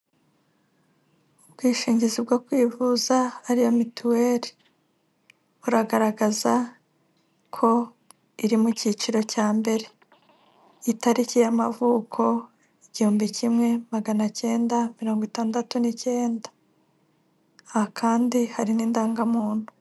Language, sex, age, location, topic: Kinyarwanda, female, 25-35, Kigali, finance